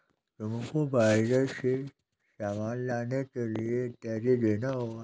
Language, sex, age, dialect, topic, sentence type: Hindi, male, 60-100, Kanauji Braj Bhasha, banking, statement